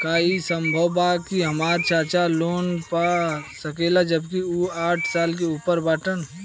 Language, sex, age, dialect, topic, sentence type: Bhojpuri, male, 25-30, Western, banking, statement